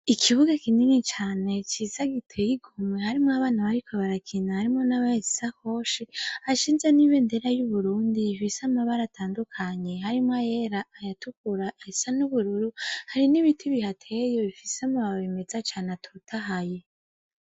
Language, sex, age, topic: Rundi, female, 18-24, education